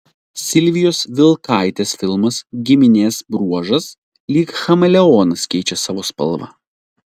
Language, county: Lithuanian, Telšiai